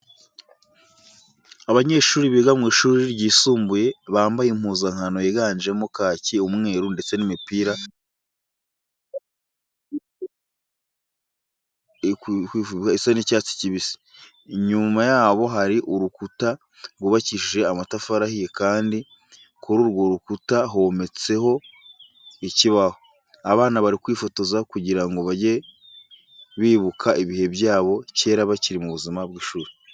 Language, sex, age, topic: Kinyarwanda, male, 25-35, education